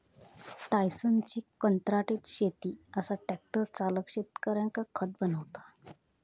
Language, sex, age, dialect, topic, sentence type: Marathi, female, 25-30, Southern Konkan, agriculture, statement